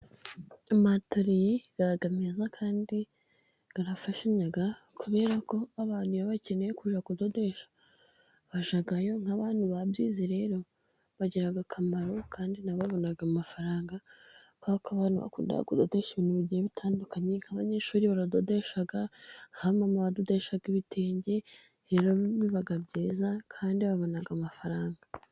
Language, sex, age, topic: Kinyarwanda, female, 18-24, finance